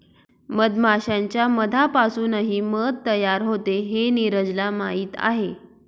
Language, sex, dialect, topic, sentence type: Marathi, female, Northern Konkan, agriculture, statement